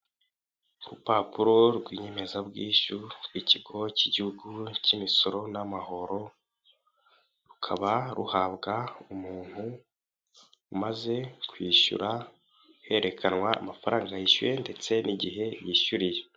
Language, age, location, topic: Kinyarwanda, 18-24, Kigali, finance